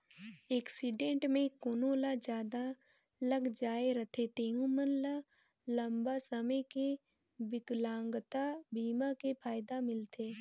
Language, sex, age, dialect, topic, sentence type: Chhattisgarhi, female, 18-24, Northern/Bhandar, banking, statement